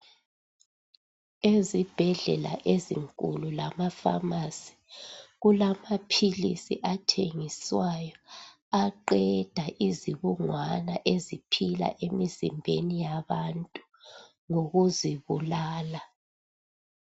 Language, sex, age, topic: North Ndebele, female, 36-49, health